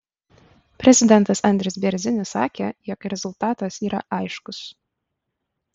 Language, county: Lithuanian, Kaunas